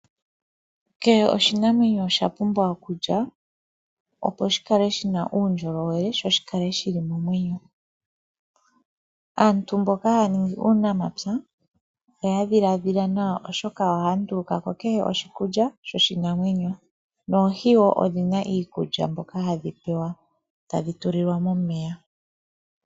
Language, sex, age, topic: Oshiwambo, female, 25-35, agriculture